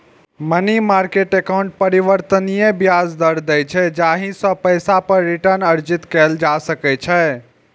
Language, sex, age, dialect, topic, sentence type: Maithili, male, 51-55, Eastern / Thethi, banking, statement